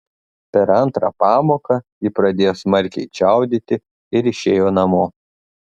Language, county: Lithuanian, Telšiai